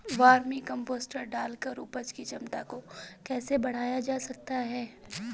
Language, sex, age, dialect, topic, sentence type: Hindi, female, 25-30, Awadhi Bundeli, agriculture, question